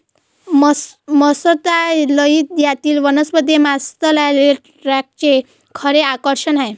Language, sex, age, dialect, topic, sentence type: Marathi, female, 18-24, Varhadi, agriculture, statement